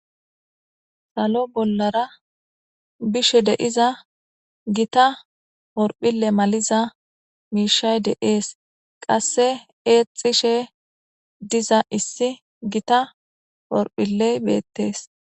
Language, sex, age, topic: Gamo, female, 18-24, government